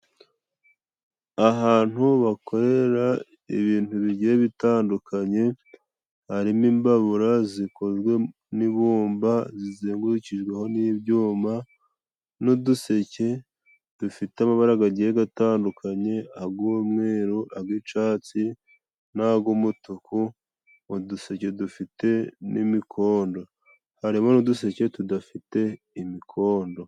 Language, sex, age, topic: Kinyarwanda, male, 25-35, finance